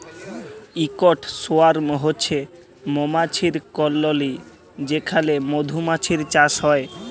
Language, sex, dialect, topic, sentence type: Bengali, male, Jharkhandi, agriculture, statement